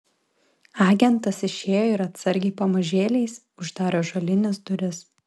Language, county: Lithuanian, Klaipėda